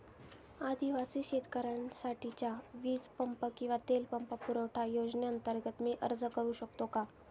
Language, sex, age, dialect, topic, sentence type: Marathi, female, 18-24, Standard Marathi, agriculture, question